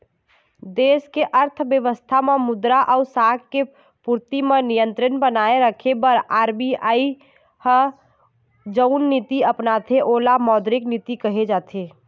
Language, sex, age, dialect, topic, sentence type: Chhattisgarhi, female, 41-45, Eastern, banking, statement